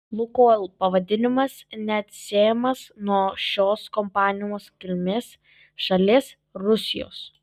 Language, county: Lithuanian, Kaunas